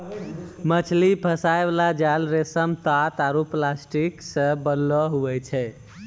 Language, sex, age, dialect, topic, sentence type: Maithili, male, 18-24, Angika, agriculture, statement